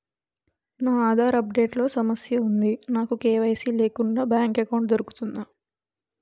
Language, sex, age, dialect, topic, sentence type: Telugu, female, 18-24, Utterandhra, banking, question